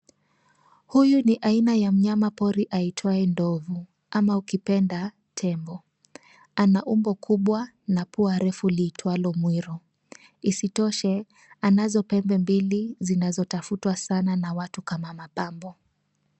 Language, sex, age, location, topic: Swahili, female, 25-35, Nairobi, government